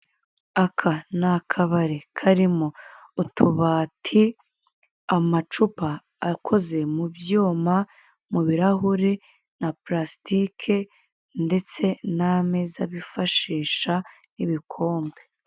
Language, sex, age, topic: Kinyarwanda, female, 18-24, finance